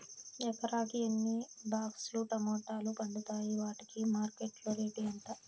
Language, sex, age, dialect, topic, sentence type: Telugu, female, 18-24, Southern, agriculture, question